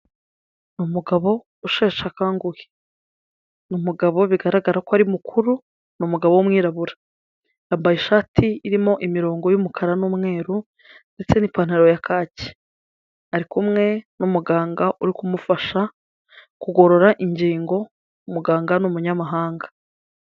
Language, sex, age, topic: Kinyarwanda, female, 25-35, health